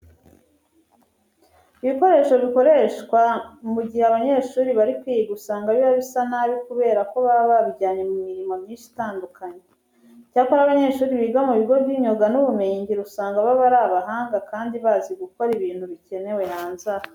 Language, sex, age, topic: Kinyarwanda, female, 25-35, education